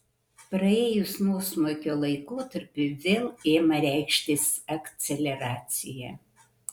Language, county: Lithuanian, Kaunas